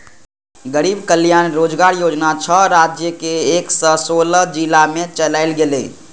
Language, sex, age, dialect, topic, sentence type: Maithili, male, 18-24, Eastern / Thethi, banking, statement